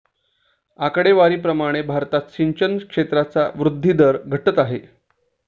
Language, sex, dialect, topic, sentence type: Marathi, male, Standard Marathi, agriculture, statement